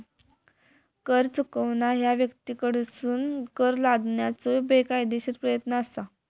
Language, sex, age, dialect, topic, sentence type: Marathi, female, 25-30, Southern Konkan, banking, statement